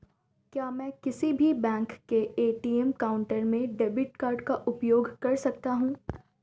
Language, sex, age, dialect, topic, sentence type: Hindi, female, 18-24, Marwari Dhudhari, banking, question